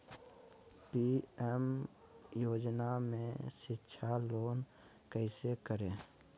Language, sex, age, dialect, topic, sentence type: Magahi, male, 18-24, Southern, banking, question